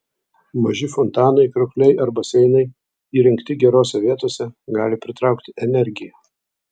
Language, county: Lithuanian, Vilnius